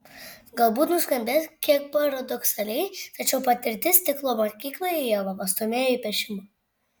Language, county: Lithuanian, Šiauliai